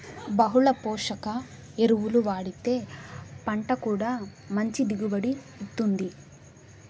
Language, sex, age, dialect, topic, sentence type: Telugu, female, 18-24, Southern, agriculture, statement